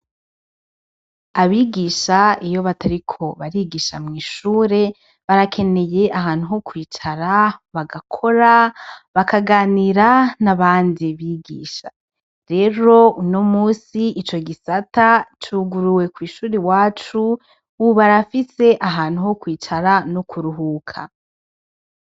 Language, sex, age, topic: Rundi, female, 25-35, education